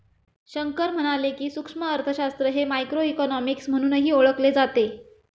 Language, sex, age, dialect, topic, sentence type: Marathi, female, 25-30, Standard Marathi, banking, statement